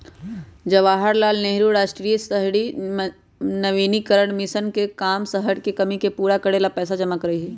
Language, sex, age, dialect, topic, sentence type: Magahi, female, 18-24, Western, banking, statement